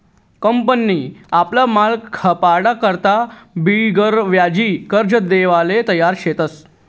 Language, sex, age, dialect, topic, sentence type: Marathi, male, 36-40, Northern Konkan, banking, statement